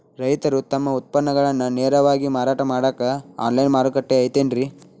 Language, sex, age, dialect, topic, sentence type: Kannada, male, 18-24, Dharwad Kannada, agriculture, statement